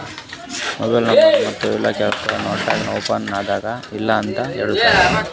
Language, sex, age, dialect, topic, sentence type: Kannada, male, 18-24, Northeastern, banking, statement